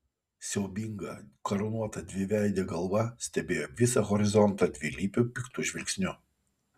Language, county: Lithuanian, Kaunas